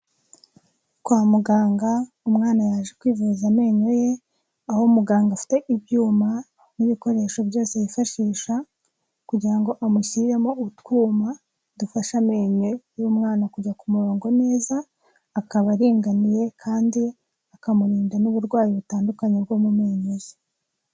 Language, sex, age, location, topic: Kinyarwanda, female, 18-24, Kigali, health